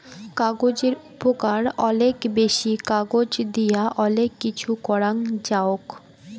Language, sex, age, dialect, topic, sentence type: Bengali, female, <18, Rajbangshi, agriculture, statement